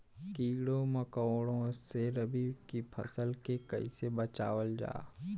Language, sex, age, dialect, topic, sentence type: Bhojpuri, male, 18-24, Western, agriculture, question